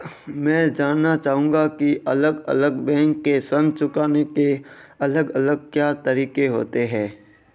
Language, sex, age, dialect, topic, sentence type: Hindi, male, 18-24, Marwari Dhudhari, banking, question